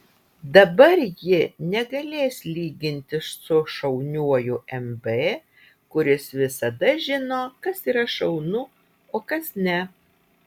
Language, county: Lithuanian, Utena